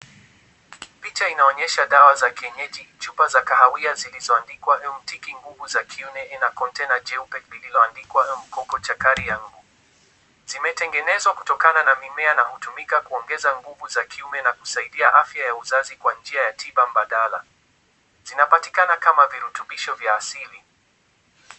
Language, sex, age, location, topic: Swahili, male, 18-24, Kisumu, health